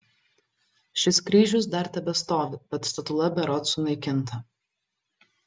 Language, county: Lithuanian, Vilnius